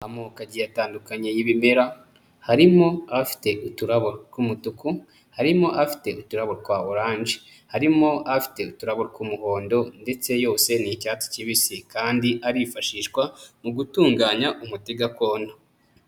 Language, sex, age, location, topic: Kinyarwanda, male, 25-35, Huye, health